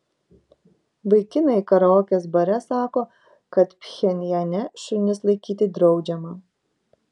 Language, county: Lithuanian, Vilnius